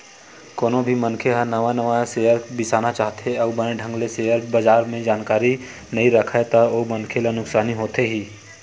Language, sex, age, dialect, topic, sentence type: Chhattisgarhi, male, 25-30, Western/Budati/Khatahi, banking, statement